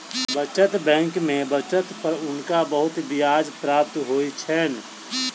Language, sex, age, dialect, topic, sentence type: Maithili, male, 31-35, Southern/Standard, banking, statement